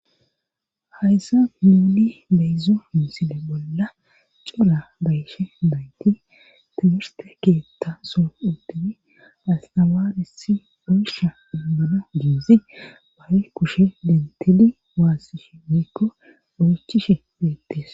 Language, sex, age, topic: Gamo, female, 18-24, government